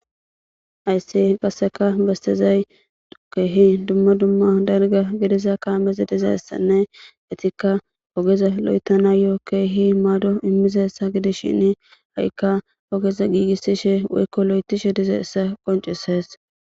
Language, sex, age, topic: Gamo, female, 18-24, government